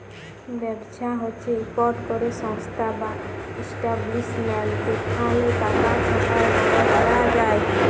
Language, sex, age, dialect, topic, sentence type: Bengali, female, 25-30, Jharkhandi, banking, statement